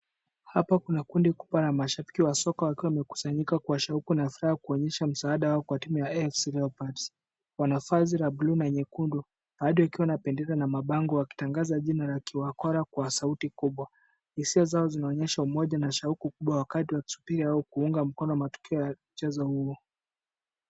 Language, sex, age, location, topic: Swahili, male, 25-35, Kisumu, government